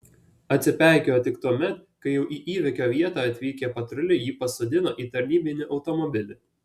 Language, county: Lithuanian, Vilnius